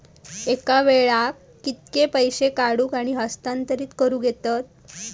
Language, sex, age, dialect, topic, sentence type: Marathi, female, 18-24, Southern Konkan, banking, question